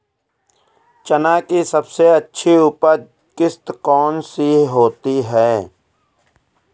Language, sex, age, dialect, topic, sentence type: Hindi, male, 18-24, Awadhi Bundeli, agriculture, question